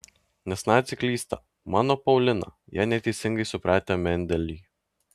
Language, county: Lithuanian, Klaipėda